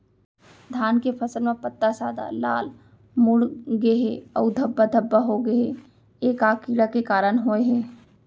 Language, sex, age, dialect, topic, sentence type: Chhattisgarhi, female, 25-30, Central, agriculture, question